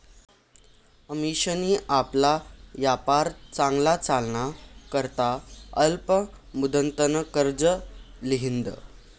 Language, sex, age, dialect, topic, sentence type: Marathi, male, 18-24, Northern Konkan, banking, statement